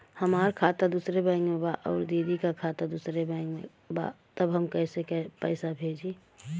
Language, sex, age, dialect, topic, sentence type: Bhojpuri, female, 31-35, Western, banking, question